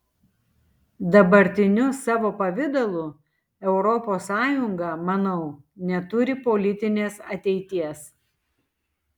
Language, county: Lithuanian, Tauragė